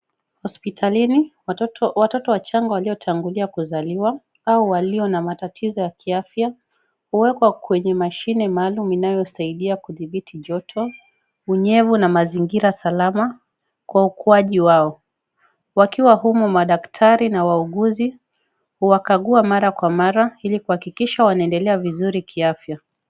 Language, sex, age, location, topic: Swahili, female, 25-35, Kisumu, health